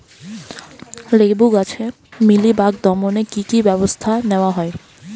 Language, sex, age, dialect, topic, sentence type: Bengali, female, 18-24, Rajbangshi, agriculture, question